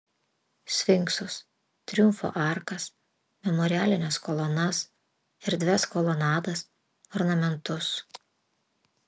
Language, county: Lithuanian, Vilnius